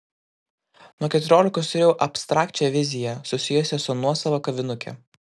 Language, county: Lithuanian, Klaipėda